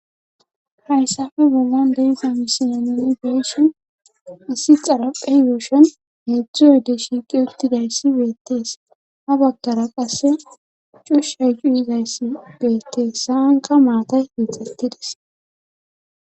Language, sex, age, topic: Gamo, female, 25-35, government